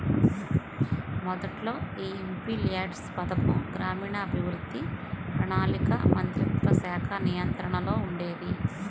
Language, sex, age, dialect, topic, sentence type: Telugu, male, 18-24, Central/Coastal, banking, statement